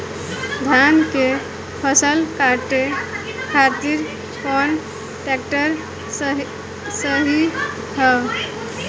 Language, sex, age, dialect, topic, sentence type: Bhojpuri, female, 25-30, Southern / Standard, agriculture, question